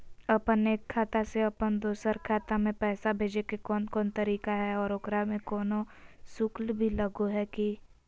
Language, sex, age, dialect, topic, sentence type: Magahi, female, 25-30, Southern, banking, question